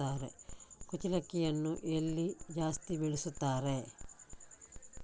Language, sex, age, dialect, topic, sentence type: Kannada, female, 51-55, Coastal/Dakshin, agriculture, question